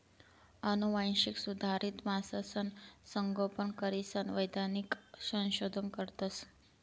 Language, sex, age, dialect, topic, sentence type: Marathi, female, 18-24, Northern Konkan, agriculture, statement